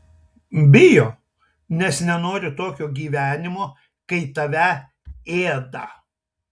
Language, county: Lithuanian, Tauragė